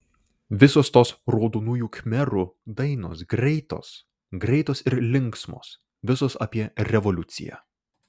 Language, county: Lithuanian, Vilnius